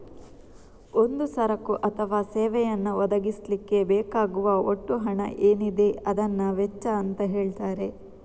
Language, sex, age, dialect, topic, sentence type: Kannada, female, 18-24, Coastal/Dakshin, banking, statement